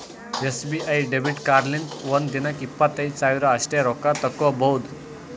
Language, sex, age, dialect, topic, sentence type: Kannada, male, 18-24, Northeastern, banking, statement